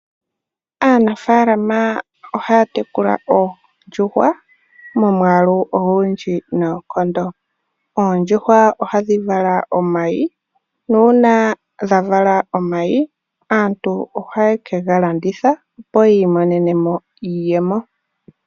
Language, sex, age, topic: Oshiwambo, male, 18-24, agriculture